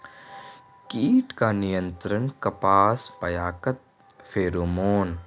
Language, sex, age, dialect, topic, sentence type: Magahi, male, 18-24, Northeastern/Surjapuri, agriculture, question